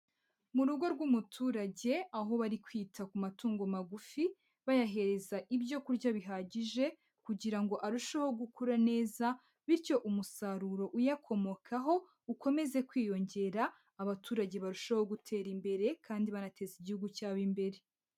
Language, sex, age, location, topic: Kinyarwanda, male, 18-24, Huye, agriculture